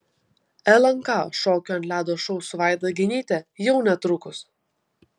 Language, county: Lithuanian, Vilnius